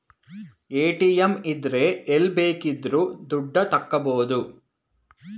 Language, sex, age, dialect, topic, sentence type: Kannada, male, 18-24, Mysore Kannada, banking, statement